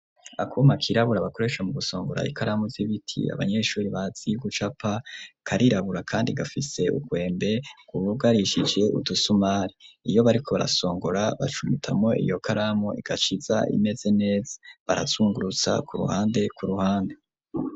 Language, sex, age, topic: Rundi, male, 25-35, education